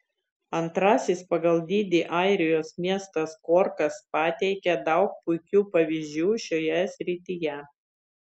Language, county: Lithuanian, Vilnius